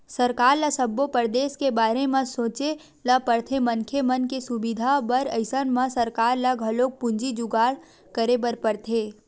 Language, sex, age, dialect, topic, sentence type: Chhattisgarhi, female, 18-24, Western/Budati/Khatahi, banking, statement